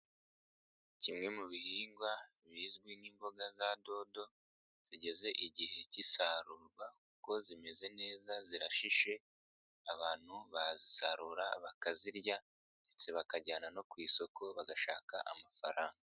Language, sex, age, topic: Kinyarwanda, male, 25-35, agriculture